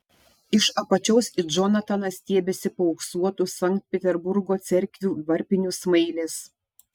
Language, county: Lithuanian, Šiauliai